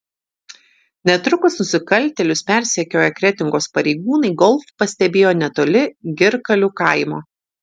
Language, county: Lithuanian, Šiauliai